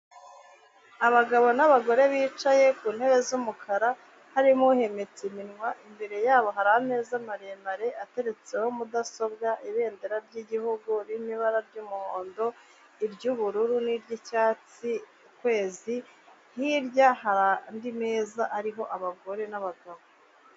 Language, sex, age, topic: Kinyarwanda, female, 25-35, government